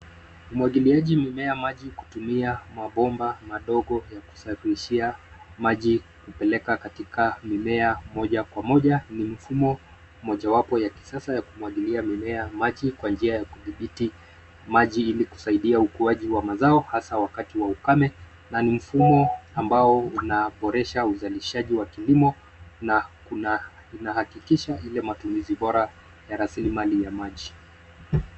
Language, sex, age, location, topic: Swahili, male, 25-35, Nairobi, agriculture